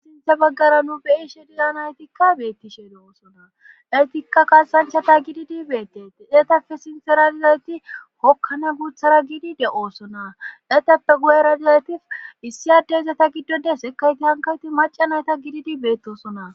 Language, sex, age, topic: Gamo, female, 18-24, government